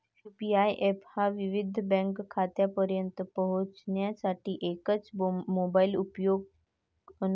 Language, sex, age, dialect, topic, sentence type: Marathi, female, 18-24, Varhadi, banking, statement